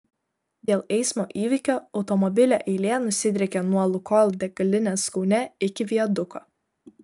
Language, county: Lithuanian, Kaunas